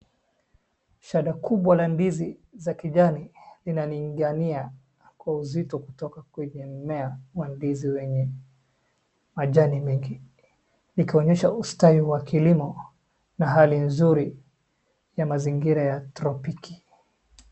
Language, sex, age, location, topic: Swahili, male, 18-24, Wajir, agriculture